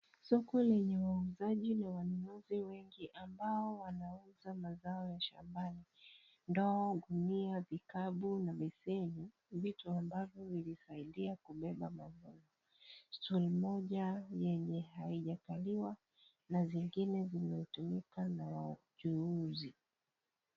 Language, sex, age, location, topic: Swahili, female, 25-35, Kisii, finance